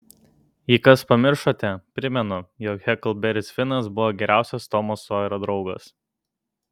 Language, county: Lithuanian, Kaunas